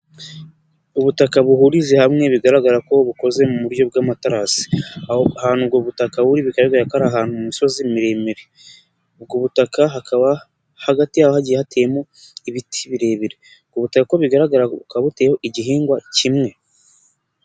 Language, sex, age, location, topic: Kinyarwanda, male, 18-24, Nyagatare, agriculture